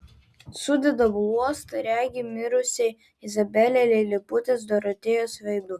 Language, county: Lithuanian, Vilnius